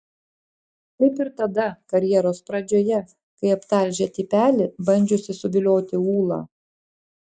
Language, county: Lithuanian, Klaipėda